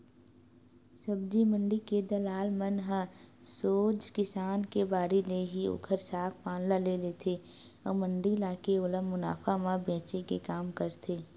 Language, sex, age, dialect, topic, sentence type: Chhattisgarhi, female, 18-24, Western/Budati/Khatahi, banking, statement